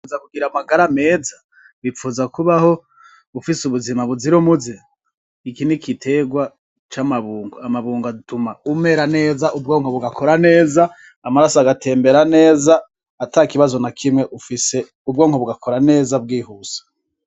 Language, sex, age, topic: Rundi, male, 25-35, agriculture